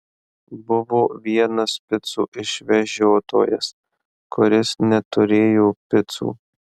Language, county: Lithuanian, Marijampolė